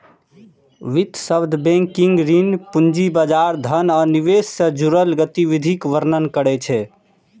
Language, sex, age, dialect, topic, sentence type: Maithili, male, 18-24, Eastern / Thethi, banking, statement